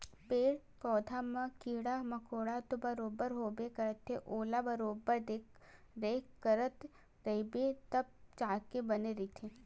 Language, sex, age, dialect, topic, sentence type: Chhattisgarhi, female, 60-100, Western/Budati/Khatahi, agriculture, statement